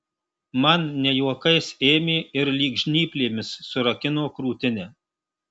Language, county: Lithuanian, Marijampolė